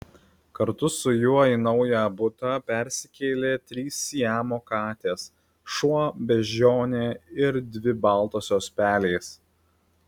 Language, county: Lithuanian, Klaipėda